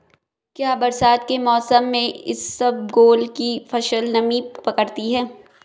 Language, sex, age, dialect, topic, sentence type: Hindi, female, 18-24, Marwari Dhudhari, agriculture, question